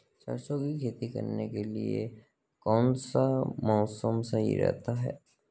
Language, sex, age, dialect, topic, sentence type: Hindi, male, 18-24, Marwari Dhudhari, agriculture, question